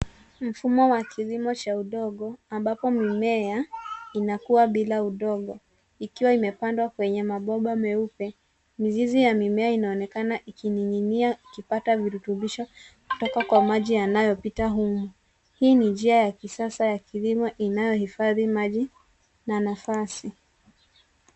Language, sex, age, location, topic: Swahili, female, 36-49, Nairobi, agriculture